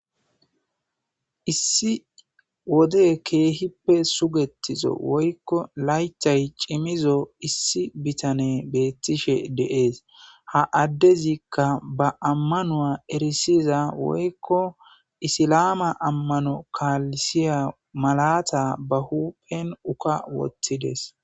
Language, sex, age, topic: Gamo, male, 18-24, government